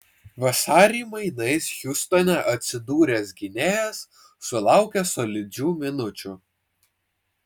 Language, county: Lithuanian, Vilnius